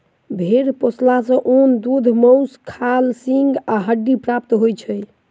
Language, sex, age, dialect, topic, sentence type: Maithili, male, 18-24, Southern/Standard, agriculture, statement